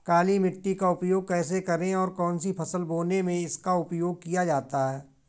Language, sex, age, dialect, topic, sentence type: Hindi, male, 41-45, Awadhi Bundeli, agriculture, question